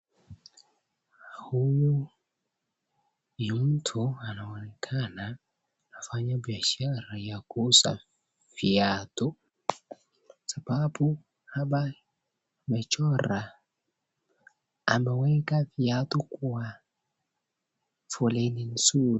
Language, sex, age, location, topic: Swahili, male, 18-24, Nakuru, finance